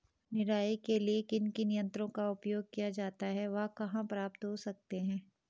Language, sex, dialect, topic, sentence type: Hindi, female, Garhwali, agriculture, question